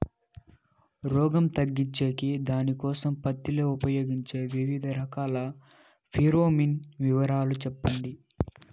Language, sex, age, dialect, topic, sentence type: Telugu, male, 18-24, Southern, agriculture, question